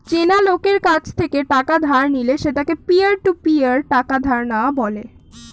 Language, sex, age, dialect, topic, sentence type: Bengali, female, <18, Standard Colloquial, banking, statement